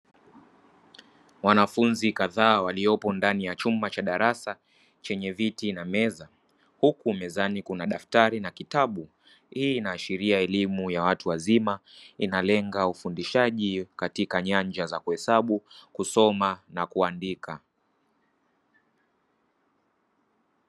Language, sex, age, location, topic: Swahili, male, 25-35, Dar es Salaam, education